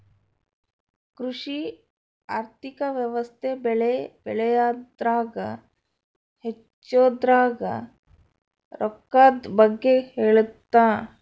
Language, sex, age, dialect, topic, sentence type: Kannada, male, 31-35, Central, banking, statement